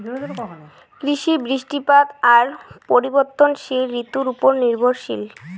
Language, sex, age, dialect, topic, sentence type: Bengali, female, 18-24, Rajbangshi, agriculture, statement